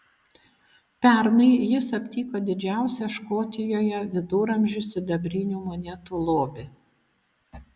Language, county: Lithuanian, Utena